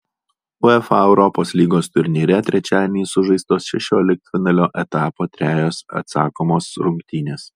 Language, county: Lithuanian, Alytus